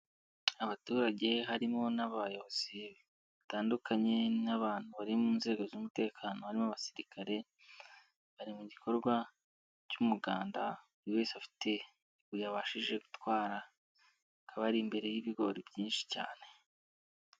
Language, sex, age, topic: Kinyarwanda, male, 18-24, government